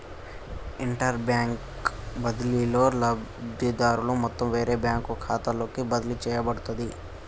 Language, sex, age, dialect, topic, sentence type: Telugu, male, 18-24, Telangana, banking, statement